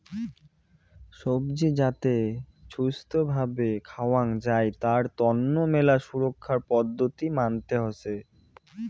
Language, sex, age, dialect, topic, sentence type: Bengali, male, 18-24, Rajbangshi, agriculture, statement